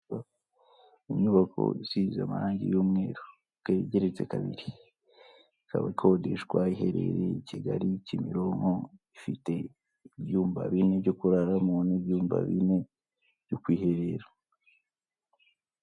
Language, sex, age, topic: Kinyarwanda, male, 25-35, finance